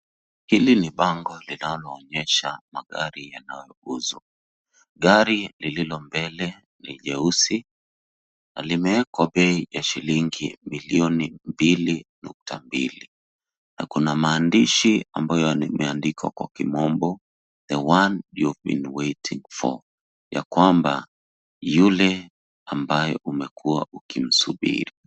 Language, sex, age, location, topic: Swahili, male, 36-49, Nairobi, finance